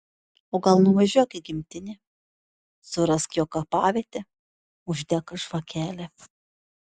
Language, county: Lithuanian, Šiauliai